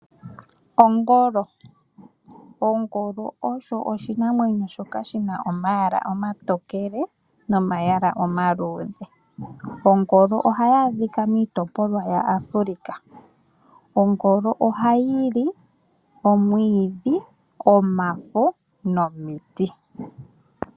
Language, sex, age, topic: Oshiwambo, female, 18-24, agriculture